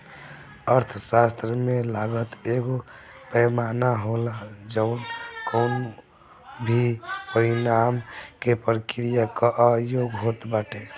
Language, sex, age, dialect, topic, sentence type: Bhojpuri, male, <18, Northern, banking, statement